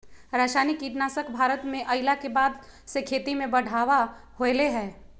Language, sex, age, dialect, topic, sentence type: Magahi, female, 36-40, Southern, agriculture, statement